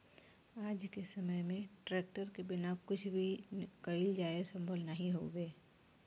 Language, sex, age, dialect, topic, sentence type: Bhojpuri, female, 36-40, Western, agriculture, statement